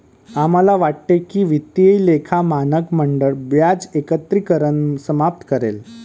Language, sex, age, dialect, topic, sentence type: Marathi, male, 31-35, Varhadi, banking, statement